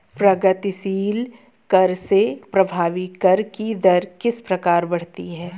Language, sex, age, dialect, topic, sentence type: Hindi, female, 18-24, Hindustani Malvi Khadi Boli, banking, statement